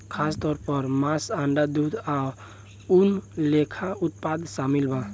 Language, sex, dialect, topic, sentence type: Bhojpuri, male, Southern / Standard, agriculture, statement